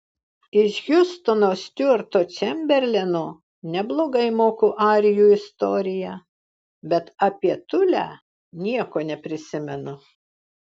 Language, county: Lithuanian, Alytus